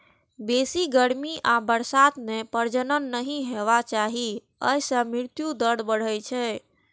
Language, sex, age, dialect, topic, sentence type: Maithili, female, 18-24, Eastern / Thethi, agriculture, statement